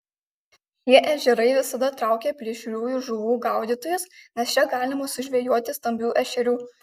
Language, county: Lithuanian, Kaunas